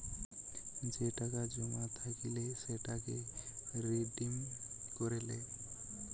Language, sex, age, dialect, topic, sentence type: Bengali, male, 18-24, Western, banking, statement